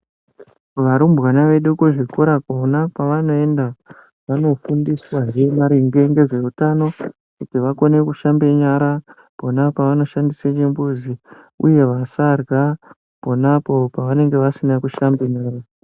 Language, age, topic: Ndau, 18-24, education